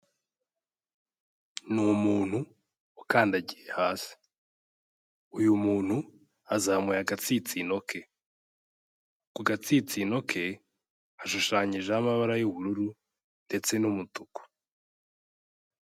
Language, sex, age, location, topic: Kinyarwanda, male, 18-24, Kigali, health